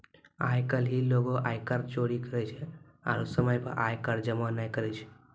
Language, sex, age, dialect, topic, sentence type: Maithili, male, 18-24, Angika, banking, statement